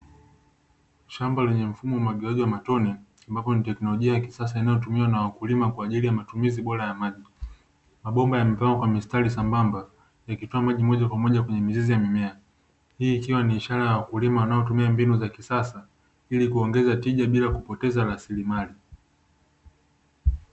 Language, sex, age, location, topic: Swahili, male, 25-35, Dar es Salaam, agriculture